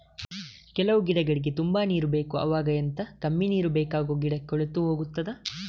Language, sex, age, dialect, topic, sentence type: Kannada, male, 31-35, Coastal/Dakshin, agriculture, question